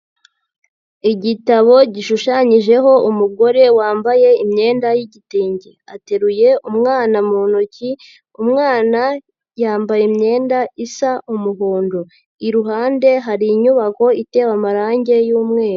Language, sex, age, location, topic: Kinyarwanda, female, 50+, Nyagatare, education